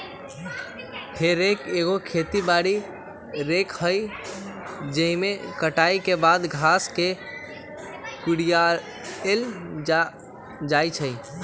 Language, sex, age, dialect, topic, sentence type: Magahi, male, 18-24, Western, agriculture, statement